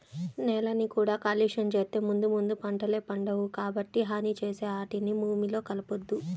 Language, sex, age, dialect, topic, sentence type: Telugu, female, 31-35, Central/Coastal, agriculture, statement